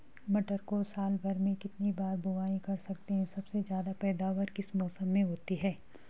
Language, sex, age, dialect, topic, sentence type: Hindi, female, 36-40, Garhwali, agriculture, question